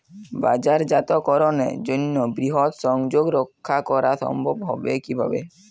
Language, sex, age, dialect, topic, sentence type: Bengali, male, 18-24, Jharkhandi, agriculture, question